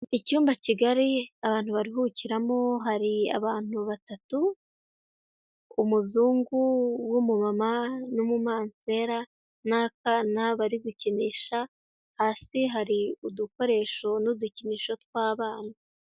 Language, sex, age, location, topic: Kinyarwanda, female, 18-24, Huye, health